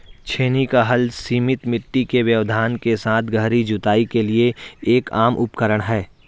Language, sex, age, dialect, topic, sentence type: Hindi, male, 46-50, Hindustani Malvi Khadi Boli, agriculture, statement